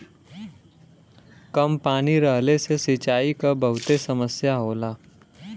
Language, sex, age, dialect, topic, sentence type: Bhojpuri, male, 18-24, Western, agriculture, statement